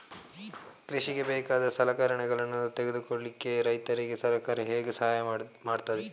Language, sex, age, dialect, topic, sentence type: Kannada, male, 25-30, Coastal/Dakshin, agriculture, question